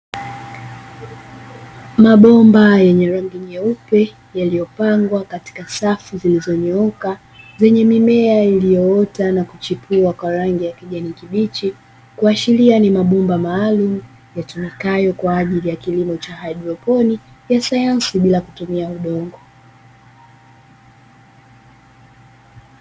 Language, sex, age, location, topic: Swahili, female, 18-24, Dar es Salaam, agriculture